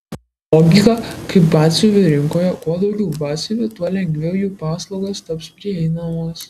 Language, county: Lithuanian, Kaunas